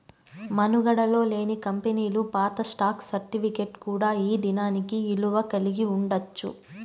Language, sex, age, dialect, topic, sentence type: Telugu, female, 25-30, Southern, banking, statement